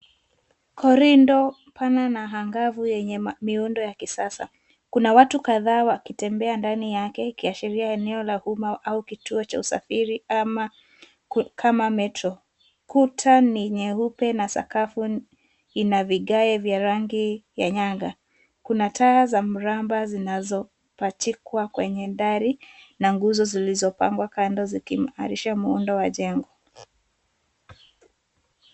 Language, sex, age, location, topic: Swahili, female, 18-24, Nairobi, education